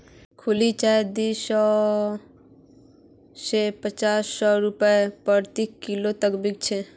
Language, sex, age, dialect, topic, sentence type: Magahi, female, 18-24, Northeastern/Surjapuri, agriculture, statement